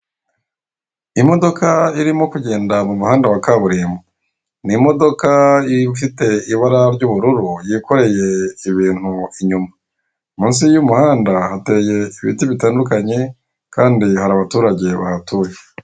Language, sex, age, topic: Kinyarwanda, male, 18-24, government